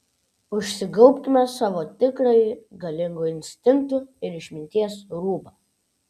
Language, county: Lithuanian, Vilnius